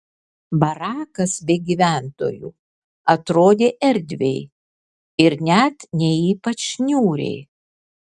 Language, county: Lithuanian, Kaunas